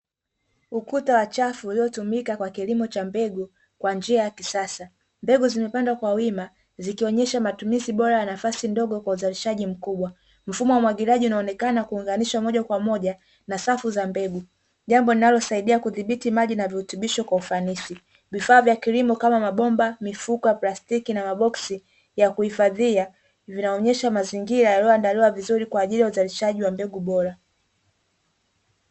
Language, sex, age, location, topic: Swahili, female, 18-24, Dar es Salaam, agriculture